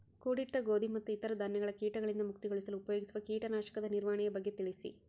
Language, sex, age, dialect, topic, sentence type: Kannada, female, 18-24, Central, agriculture, question